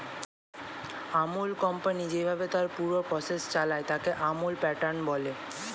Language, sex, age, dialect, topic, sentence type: Bengali, male, 18-24, Standard Colloquial, agriculture, statement